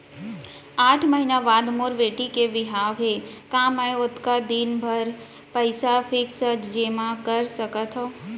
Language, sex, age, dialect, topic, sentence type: Chhattisgarhi, female, 25-30, Central, banking, question